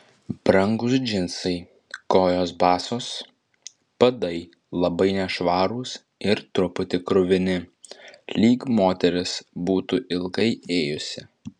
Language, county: Lithuanian, Vilnius